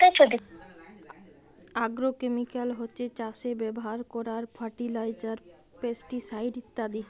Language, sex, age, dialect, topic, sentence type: Bengali, female, 31-35, Western, agriculture, statement